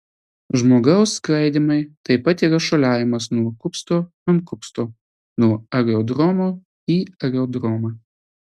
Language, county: Lithuanian, Telšiai